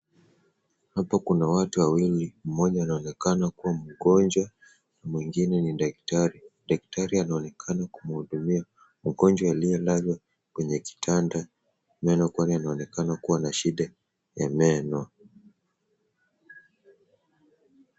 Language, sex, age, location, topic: Swahili, male, 18-24, Wajir, health